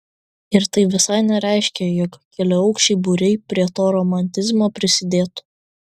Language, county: Lithuanian, Vilnius